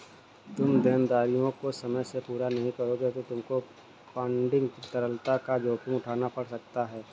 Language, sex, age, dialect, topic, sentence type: Hindi, male, 56-60, Kanauji Braj Bhasha, banking, statement